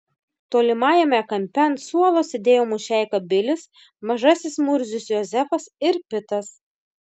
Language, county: Lithuanian, Klaipėda